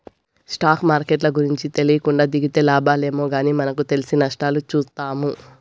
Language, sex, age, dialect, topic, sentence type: Telugu, male, 25-30, Southern, banking, statement